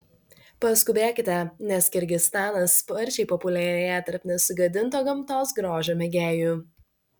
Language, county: Lithuanian, Vilnius